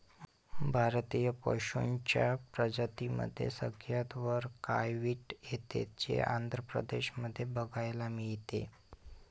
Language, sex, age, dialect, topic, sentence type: Marathi, male, 25-30, Northern Konkan, agriculture, statement